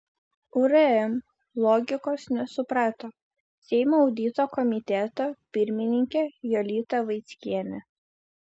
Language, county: Lithuanian, Vilnius